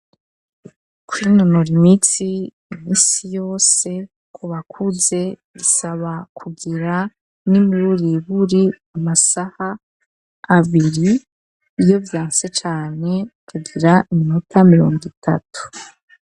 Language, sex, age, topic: Rundi, female, 25-35, education